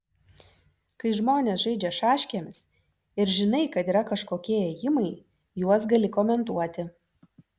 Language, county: Lithuanian, Vilnius